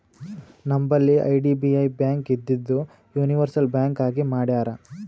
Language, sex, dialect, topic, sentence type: Kannada, male, Northeastern, banking, statement